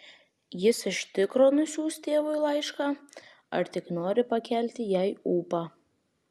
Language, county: Lithuanian, Vilnius